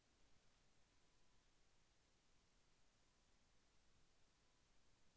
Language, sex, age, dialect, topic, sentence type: Telugu, male, 25-30, Central/Coastal, banking, question